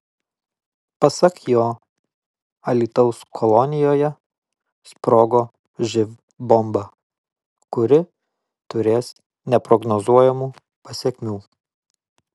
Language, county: Lithuanian, Vilnius